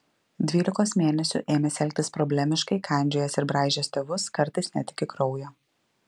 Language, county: Lithuanian, Klaipėda